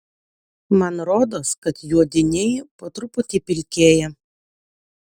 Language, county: Lithuanian, Utena